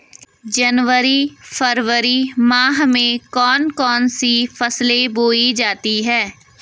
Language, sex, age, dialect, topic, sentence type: Hindi, female, 18-24, Garhwali, agriculture, question